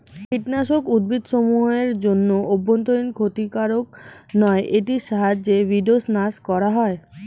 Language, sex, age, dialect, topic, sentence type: Bengali, female, 18-24, Standard Colloquial, agriculture, question